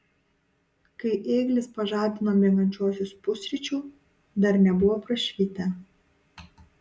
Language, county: Lithuanian, Utena